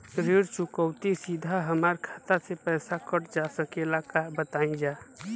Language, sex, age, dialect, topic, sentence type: Bhojpuri, male, 25-30, Western, banking, question